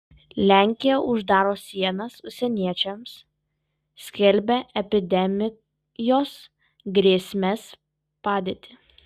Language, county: Lithuanian, Kaunas